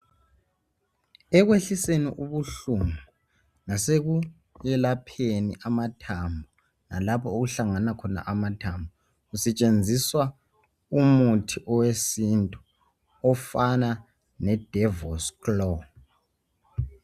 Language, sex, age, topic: North Ndebele, male, 18-24, health